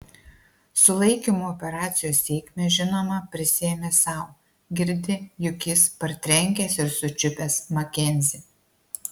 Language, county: Lithuanian, Kaunas